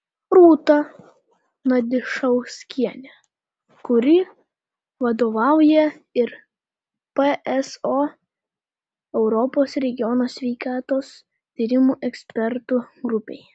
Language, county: Lithuanian, Panevėžys